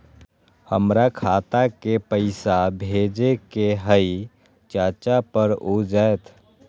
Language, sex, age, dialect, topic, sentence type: Magahi, male, 18-24, Western, banking, question